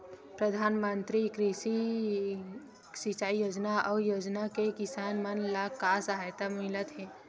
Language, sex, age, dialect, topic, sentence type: Chhattisgarhi, female, 18-24, Western/Budati/Khatahi, agriculture, question